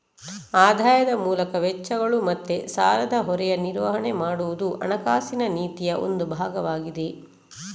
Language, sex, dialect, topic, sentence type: Kannada, female, Coastal/Dakshin, banking, statement